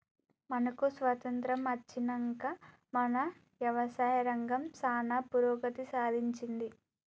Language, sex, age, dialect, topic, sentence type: Telugu, female, 18-24, Telangana, agriculture, statement